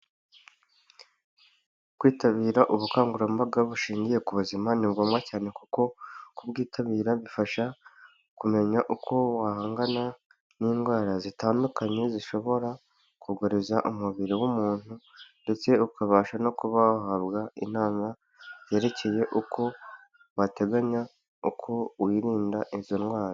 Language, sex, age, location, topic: Kinyarwanda, male, 25-35, Huye, health